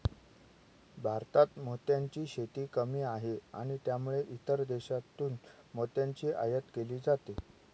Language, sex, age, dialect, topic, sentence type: Marathi, male, 36-40, Northern Konkan, agriculture, statement